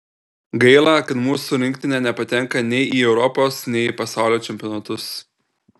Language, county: Lithuanian, Telšiai